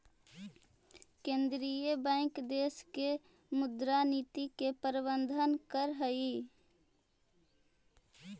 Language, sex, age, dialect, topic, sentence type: Magahi, female, 18-24, Central/Standard, banking, statement